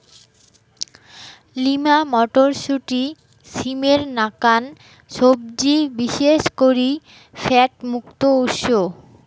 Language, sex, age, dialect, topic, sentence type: Bengali, female, 18-24, Rajbangshi, agriculture, statement